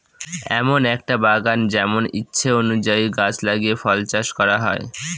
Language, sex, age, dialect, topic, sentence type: Bengali, male, 18-24, Northern/Varendri, agriculture, statement